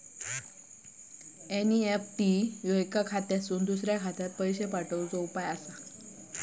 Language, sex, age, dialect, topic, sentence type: Marathi, female, 25-30, Southern Konkan, banking, statement